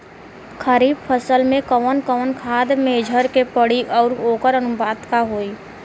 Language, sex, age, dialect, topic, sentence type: Bhojpuri, female, 18-24, Western, agriculture, question